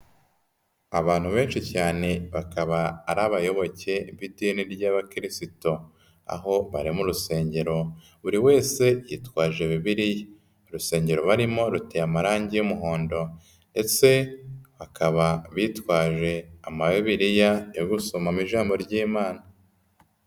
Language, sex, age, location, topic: Kinyarwanda, male, 25-35, Kigali, health